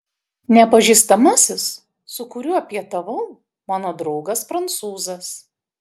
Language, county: Lithuanian, Kaunas